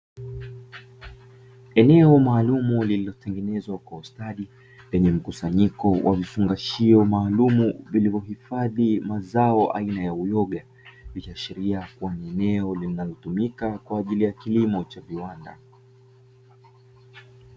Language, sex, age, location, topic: Swahili, male, 25-35, Dar es Salaam, agriculture